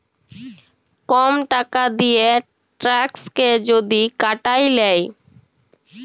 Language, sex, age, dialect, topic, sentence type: Bengali, female, 18-24, Jharkhandi, banking, statement